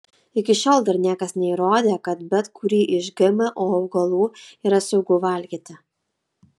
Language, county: Lithuanian, Kaunas